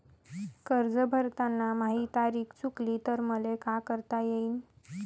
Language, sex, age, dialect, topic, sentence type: Marathi, female, 18-24, Varhadi, banking, question